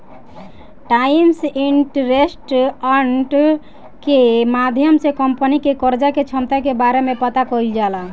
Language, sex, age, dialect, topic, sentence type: Bhojpuri, female, <18, Southern / Standard, banking, statement